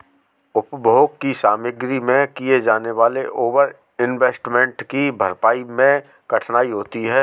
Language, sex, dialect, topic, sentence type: Hindi, male, Marwari Dhudhari, banking, statement